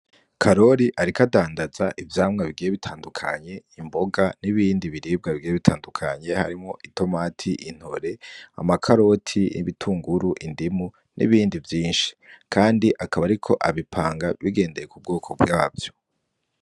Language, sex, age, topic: Rundi, male, 18-24, agriculture